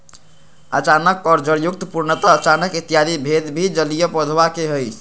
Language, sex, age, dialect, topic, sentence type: Magahi, male, 51-55, Western, agriculture, statement